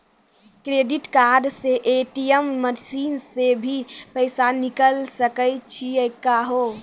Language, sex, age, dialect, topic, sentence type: Maithili, female, 18-24, Angika, banking, question